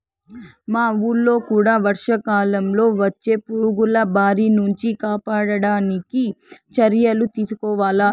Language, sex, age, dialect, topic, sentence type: Telugu, female, 18-24, Southern, agriculture, statement